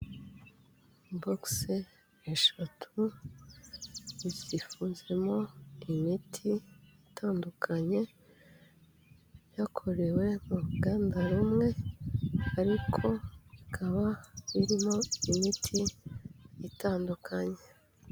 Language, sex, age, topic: Kinyarwanda, female, 36-49, health